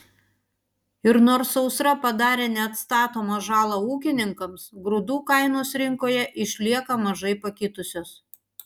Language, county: Lithuanian, Panevėžys